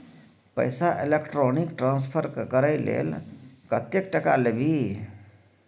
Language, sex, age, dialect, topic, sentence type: Maithili, male, 31-35, Bajjika, banking, statement